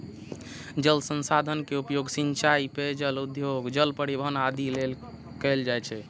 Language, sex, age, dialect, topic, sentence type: Maithili, male, 46-50, Eastern / Thethi, agriculture, statement